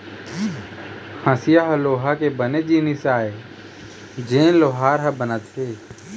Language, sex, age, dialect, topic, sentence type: Chhattisgarhi, male, 18-24, Eastern, agriculture, statement